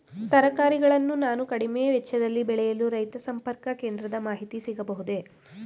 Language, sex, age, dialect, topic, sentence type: Kannada, female, 18-24, Mysore Kannada, agriculture, question